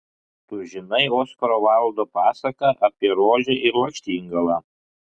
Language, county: Lithuanian, Kaunas